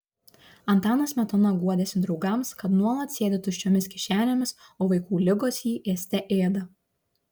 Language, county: Lithuanian, Šiauliai